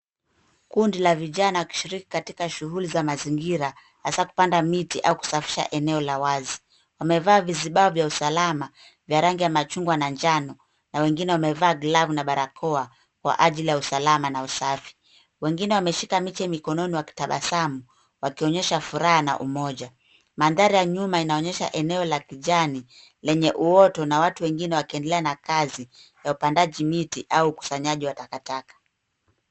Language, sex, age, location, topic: Swahili, female, 18-24, Nairobi, government